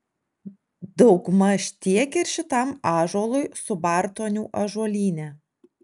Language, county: Lithuanian, Alytus